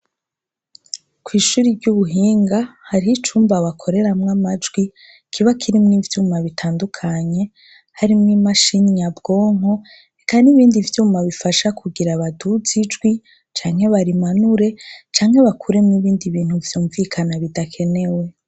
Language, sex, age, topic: Rundi, female, 25-35, education